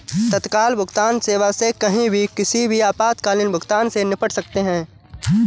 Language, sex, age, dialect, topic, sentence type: Hindi, male, 18-24, Awadhi Bundeli, banking, statement